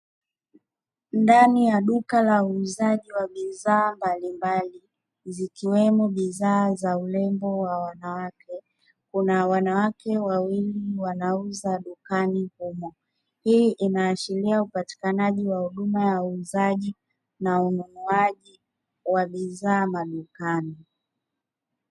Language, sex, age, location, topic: Swahili, male, 36-49, Dar es Salaam, finance